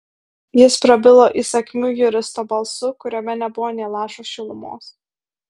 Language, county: Lithuanian, Vilnius